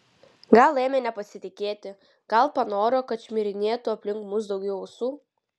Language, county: Lithuanian, Vilnius